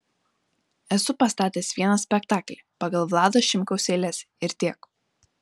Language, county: Lithuanian, Panevėžys